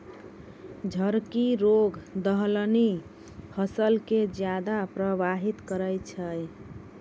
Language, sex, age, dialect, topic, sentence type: Maithili, female, 60-100, Angika, agriculture, statement